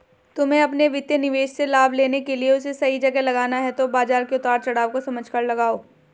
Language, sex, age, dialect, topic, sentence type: Hindi, male, 31-35, Hindustani Malvi Khadi Boli, banking, statement